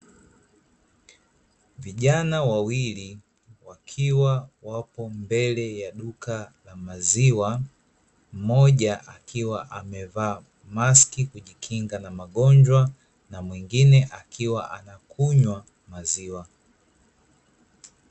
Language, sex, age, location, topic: Swahili, male, 25-35, Dar es Salaam, finance